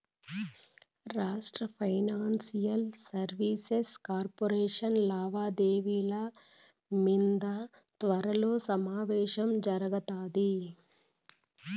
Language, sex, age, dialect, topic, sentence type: Telugu, female, 41-45, Southern, banking, statement